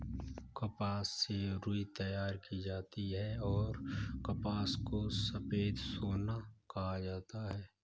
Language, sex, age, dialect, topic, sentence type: Hindi, male, 18-24, Kanauji Braj Bhasha, agriculture, statement